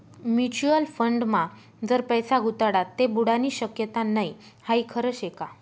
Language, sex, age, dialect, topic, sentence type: Marathi, female, 25-30, Northern Konkan, banking, statement